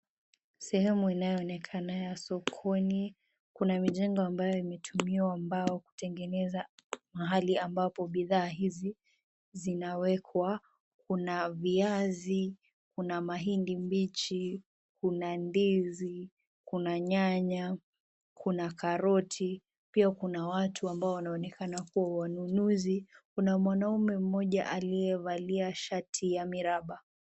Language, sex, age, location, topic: Swahili, female, 18-24, Nakuru, finance